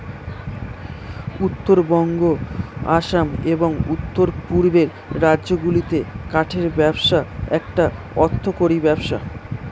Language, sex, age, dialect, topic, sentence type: Bengali, male, 18-24, Standard Colloquial, agriculture, statement